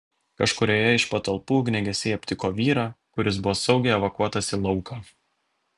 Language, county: Lithuanian, Vilnius